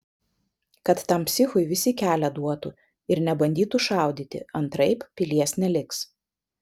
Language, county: Lithuanian, Vilnius